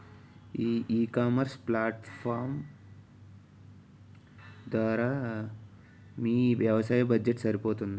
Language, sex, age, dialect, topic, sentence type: Telugu, male, 18-24, Utterandhra, agriculture, question